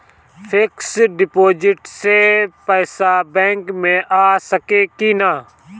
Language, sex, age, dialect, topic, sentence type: Bhojpuri, male, 25-30, Northern, banking, question